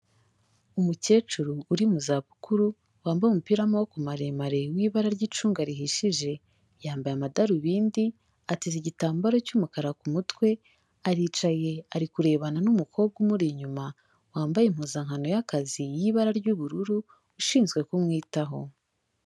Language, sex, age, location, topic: Kinyarwanda, female, 18-24, Kigali, health